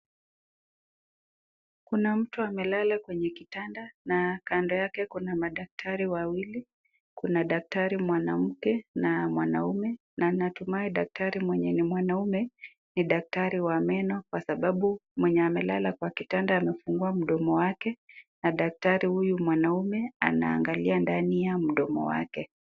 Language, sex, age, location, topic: Swahili, female, 25-35, Nakuru, health